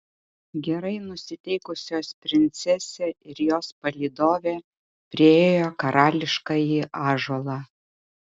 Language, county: Lithuanian, Utena